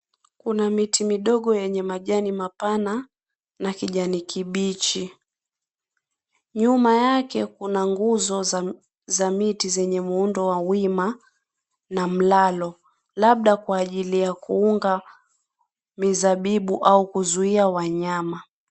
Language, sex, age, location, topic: Swahili, female, 25-35, Mombasa, agriculture